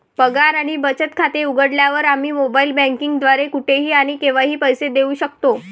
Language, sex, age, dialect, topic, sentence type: Marathi, female, 18-24, Varhadi, banking, statement